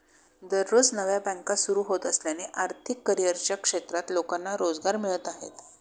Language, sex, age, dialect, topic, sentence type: Marathi, female, 56-60, Standard Marathi, banking, statement